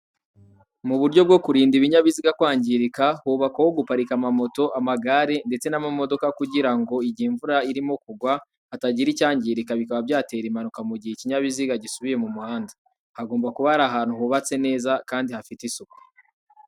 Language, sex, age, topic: Kinyarwanda, male, 18-24, education